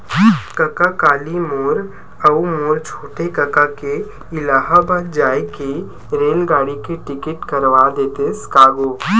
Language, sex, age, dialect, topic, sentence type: Chhattisgarhi, male, 25-30, Western/Budati/Khatahi, banking, statement